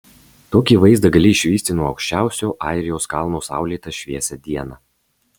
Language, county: Lithuanian, Marijampolė